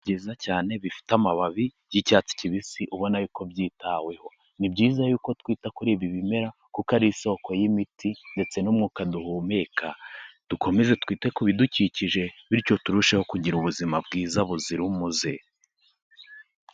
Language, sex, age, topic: Kinyarwanda, male, 18-24, health